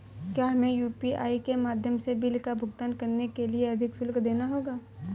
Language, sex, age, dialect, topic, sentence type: Hindi, female, 18-24, Awadhi Bundeli, banking, question